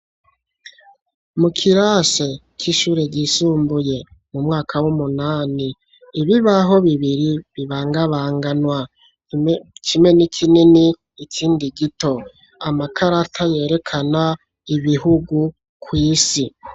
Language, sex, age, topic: Rundi, male, 36-49, education